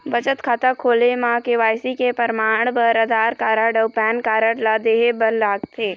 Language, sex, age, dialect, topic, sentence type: Chhattisgarhi, female, 25-30, Eastern, banking, statement